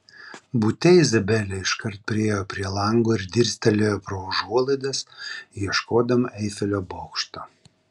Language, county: Lithuanian, Vilnius